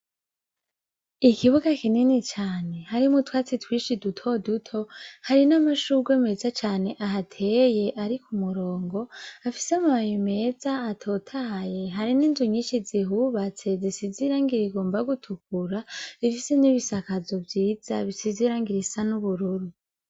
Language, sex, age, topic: Rundi, female, 25-35, education